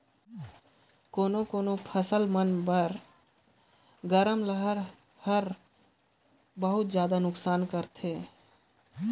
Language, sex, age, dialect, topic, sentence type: Chhattisgarhi, male, 18-24, Northern/Bhandar, agriculture, statement